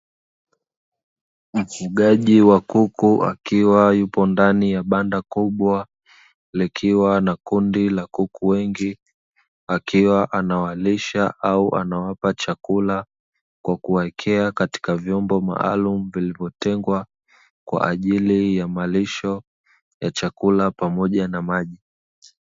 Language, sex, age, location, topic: Swahili, male, 25-35, Dar es Salaam, agriculture